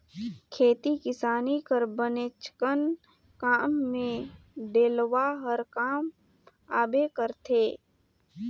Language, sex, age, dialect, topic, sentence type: Chhattisgarhi, female, 18-24, Northern/Bhandar, agriculture, statement